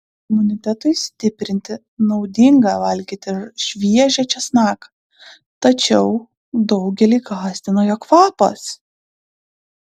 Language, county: Lithuanian, Klaipėda